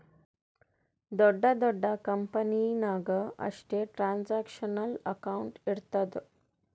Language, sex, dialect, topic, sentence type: Kannada, female, Northeastern, banking, statement